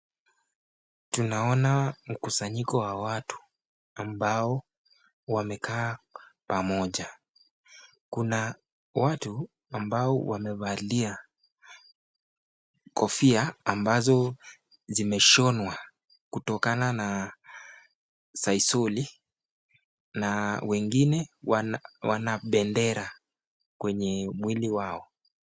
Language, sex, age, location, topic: Swahili, male, 25-35, Nakuru, government